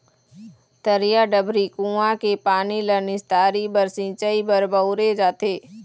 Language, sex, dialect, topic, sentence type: Chhattisgarhi, female, Eastern, agriculture, statement